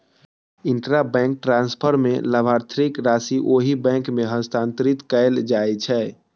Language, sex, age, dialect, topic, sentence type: Maithili, male, 18-24, Eastern / Thethi, banking, statement